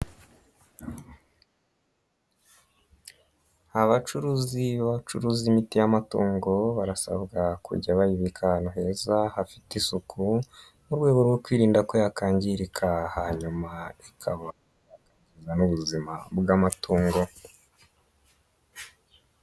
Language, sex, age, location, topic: Kinyarwanda, male, 25-35, Nyagatare, agriculture